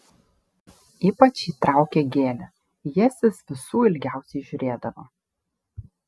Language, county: Lithuanian, Šiauliai